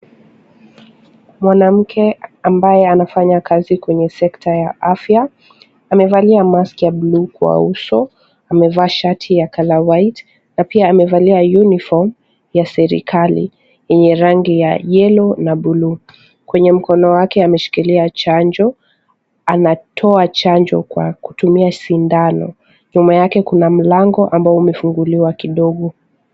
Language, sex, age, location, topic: Swahili, female, 18-24, Kisumu, health